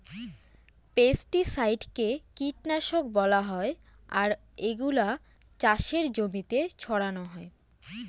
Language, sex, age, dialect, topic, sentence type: Bengali, female, 18-24, Northern/Varendri, agriculture, statement